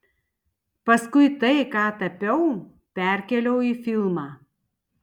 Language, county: Lithuanian, Tauragė